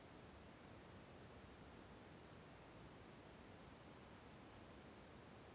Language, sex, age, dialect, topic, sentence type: Kannada, male, 41-45, Central, agriculture, question